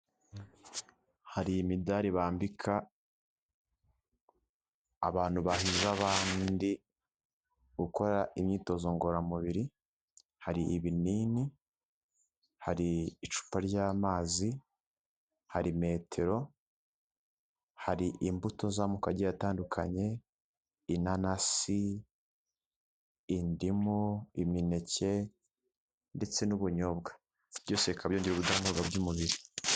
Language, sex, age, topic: Kinyarwanda, male, 18-24, health